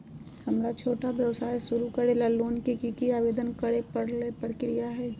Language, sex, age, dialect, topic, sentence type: Magahi, female, 31-35, Southern, banking, question